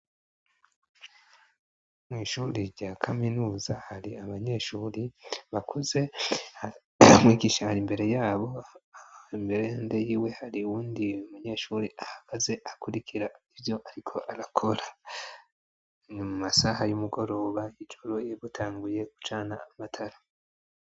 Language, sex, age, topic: Rundi, male, 25-35, education